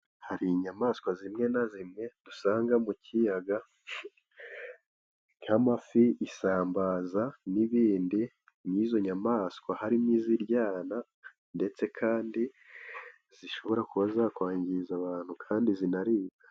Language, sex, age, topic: Kinyarwanda, male, 18-24, agriculture